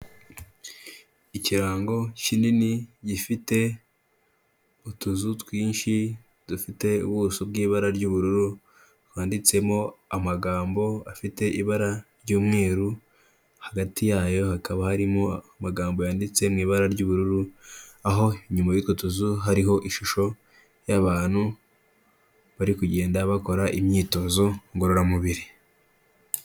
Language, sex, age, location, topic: Kinyarwanda, male, 18-24, Kigali, health